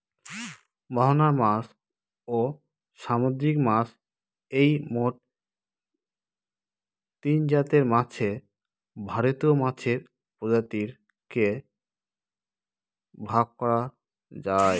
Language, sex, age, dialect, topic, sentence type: Bengali, male, 31-35, Northern/Varendri, agriculture, statement